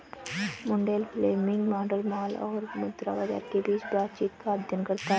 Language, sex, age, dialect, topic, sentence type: Hindi, female, 25-30, Marwari Dhudhari, banking, statement